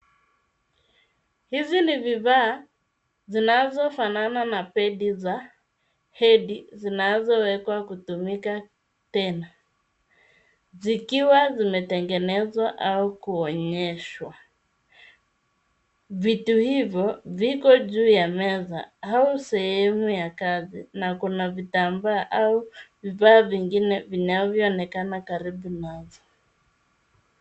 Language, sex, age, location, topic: Swahili, female, 25-35, Nairobi, health